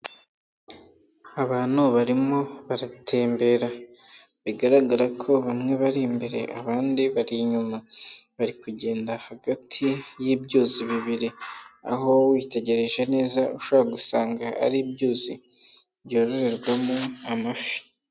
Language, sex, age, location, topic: Kinyarwanda, male, 18-24, Nyagatare, agriculture